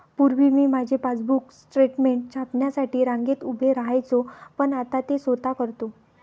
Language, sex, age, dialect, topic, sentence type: Marathi, female, 25-30, Varhadi, banking, statement